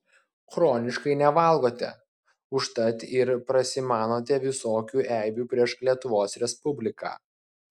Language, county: Lithuanian, Klaipėda